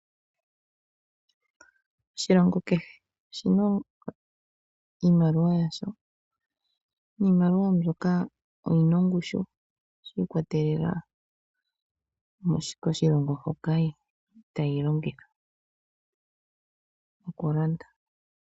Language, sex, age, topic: Oshiwambo, female, 36-49, finance